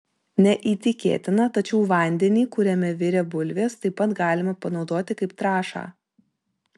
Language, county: Lithuanian, Vilnius